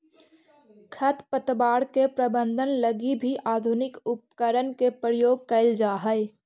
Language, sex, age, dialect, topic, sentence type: Magahi, female, 46-50, Central/Standard, agriculture, statement